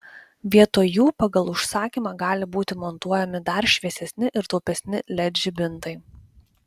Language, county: Lithuanian, Vilnius